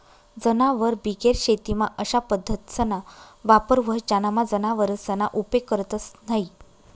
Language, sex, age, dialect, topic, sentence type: Marathi, female, 25-30, Northern Konkan, agriculture, statement